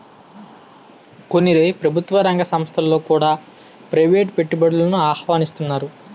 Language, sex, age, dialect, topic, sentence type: Telugu, male, 18-24, Utterandhra, banking, statement